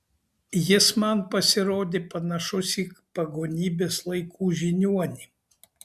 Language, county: Lithuanian, Kaunas